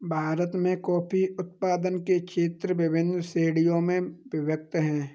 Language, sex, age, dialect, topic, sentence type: Hindi, male, 25-30, Kanauji Braj Bhasha, agriculture, statement